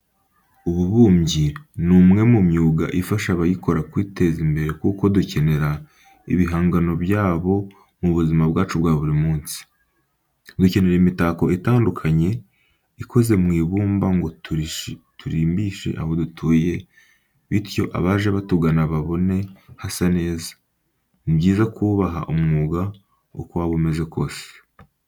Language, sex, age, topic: Kinyarwanda, male, 18-24, education